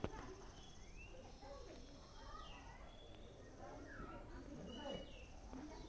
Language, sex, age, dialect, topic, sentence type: Bengali, female, 18-24, Rajbangshi, banking, question